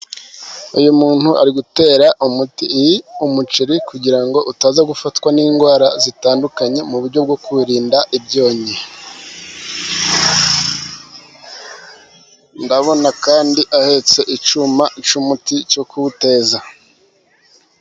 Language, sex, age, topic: Kinyarwanda, male, 36-49, agriculture